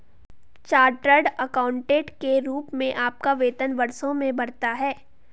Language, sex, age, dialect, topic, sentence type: Hindi, female, 18-24, Garhwali, banking, statement